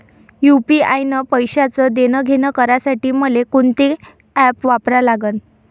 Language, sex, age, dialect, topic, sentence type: Marathi, female, 18-24, Varhadi, banking, question